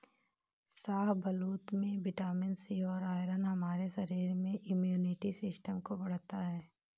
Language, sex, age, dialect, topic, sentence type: Hindi, female, 18-24, Marwari Dhudhari, agriculture, statement